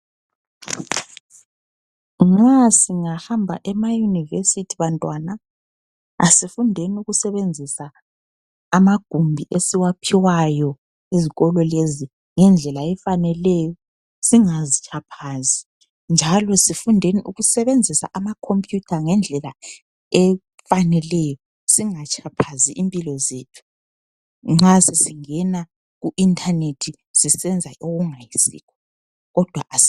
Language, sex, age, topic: North Ndebele, female, 25-35, education